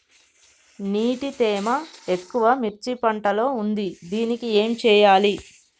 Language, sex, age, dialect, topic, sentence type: Telugu, female, 31-35, Telangana, agriculture, question